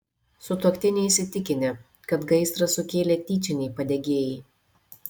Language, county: Lithuanian, Šiauliai